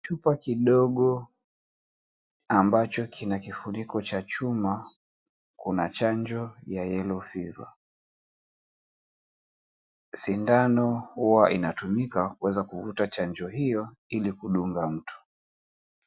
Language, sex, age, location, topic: Swahili, male, 36-49, Mombasa, health